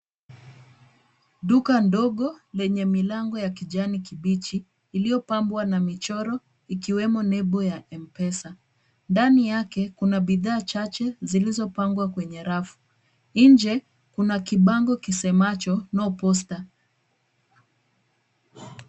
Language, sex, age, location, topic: Swahili, female, 25-35, Kisumu, finance